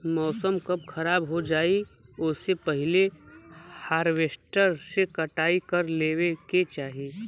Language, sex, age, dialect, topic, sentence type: Bhojpuri, male, 25-30, Western, agriculture, statement